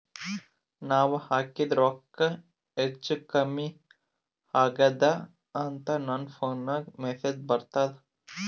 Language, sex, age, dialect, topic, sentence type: Kannada, male, 25-30, Northeastern, banking, question